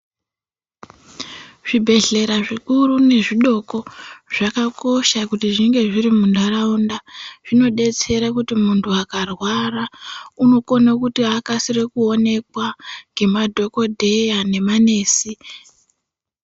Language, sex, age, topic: Ndau, female, 18-24, health